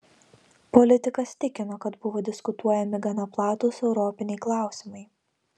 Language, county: Lithuanian, Vilnius